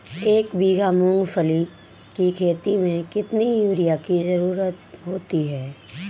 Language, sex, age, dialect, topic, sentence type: Hindi, female, 18-24, Marwari Dhudhari, agriculture, question